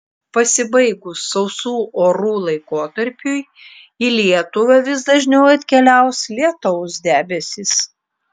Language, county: Lithuanian, Klaipėda